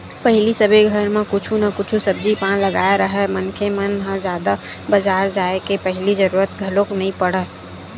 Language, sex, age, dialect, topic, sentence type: Chhattisgarhi, female, 18-24, Western/Budati/Khatahi, agriculture, statement